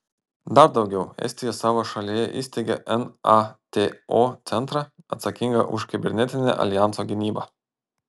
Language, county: Lithuanian, Panevėžys